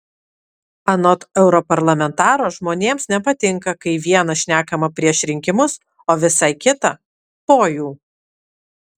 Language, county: Lithuanian, Vilnius